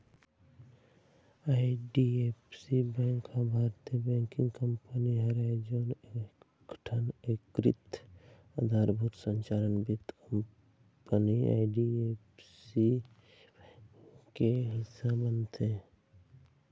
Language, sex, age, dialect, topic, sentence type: Chhattisgarhi, male, 18-24, Eastern, banking, statement